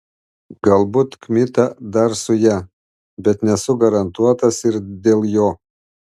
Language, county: Lithuanian, Panevėžys